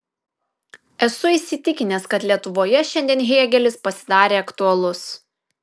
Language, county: Lithuanian, Kaunas